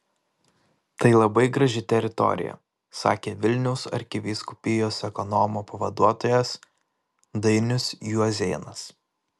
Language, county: Lithuanian, Panevėžys